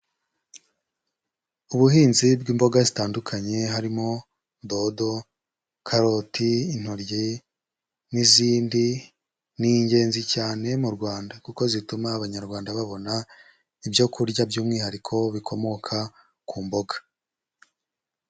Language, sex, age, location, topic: Kinyarwanda, male, 25-35, Huye, agriculture